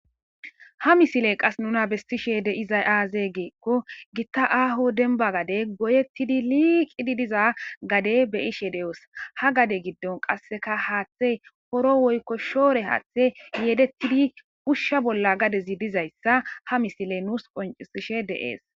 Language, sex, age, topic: Gamo, female, 18-24, agriculture